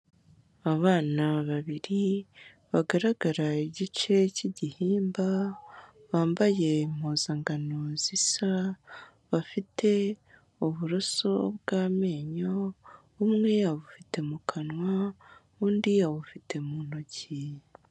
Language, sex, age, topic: Kinyarwanda, female, 18-24, health